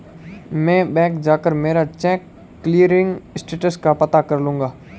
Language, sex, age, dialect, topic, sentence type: Hindi, male, 18-24, Marwari Dhudhari, banking, statement